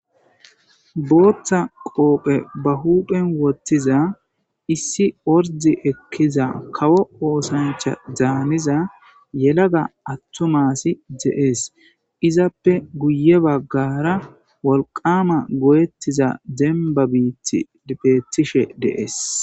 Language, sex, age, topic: Gamo, male, 25-35, agriculture